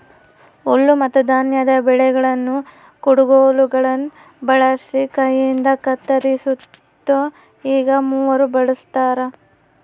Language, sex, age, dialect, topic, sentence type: Kannada, female, 18-24, Central, agriculture, statement